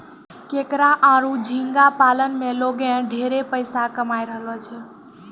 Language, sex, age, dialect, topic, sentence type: Maithili, female, 18-24, Angika, agriculture, statement